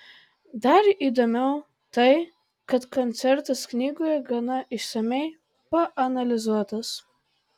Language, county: Lithuanian, Tauragė